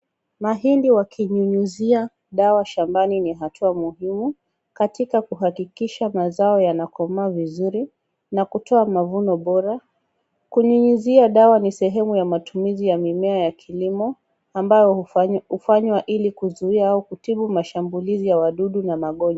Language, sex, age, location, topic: Swahili, female, 25-35, Kisumu, health